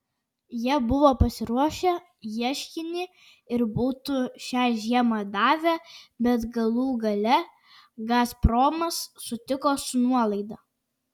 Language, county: Lithuanian, Kaunas